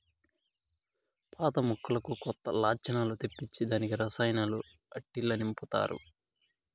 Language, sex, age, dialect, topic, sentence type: Telugu, male, 25-30, Southern, agriculture, statement